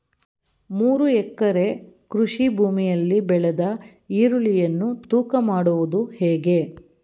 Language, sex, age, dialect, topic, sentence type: Kannada, female, 46-50, Mysore Kannada, agriculture, question